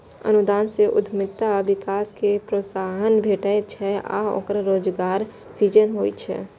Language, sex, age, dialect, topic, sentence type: Maithili, female, 18-24, Eastern / Thethi, banking, statement